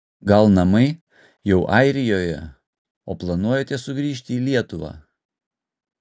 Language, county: Lithuanian, Utena